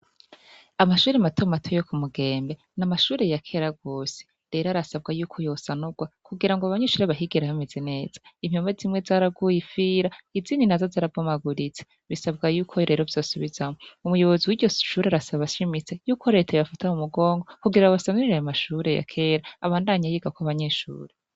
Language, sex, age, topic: Rundi, female, 25-35, education